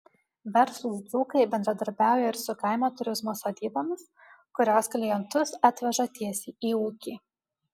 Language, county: Lithuanian, Alytus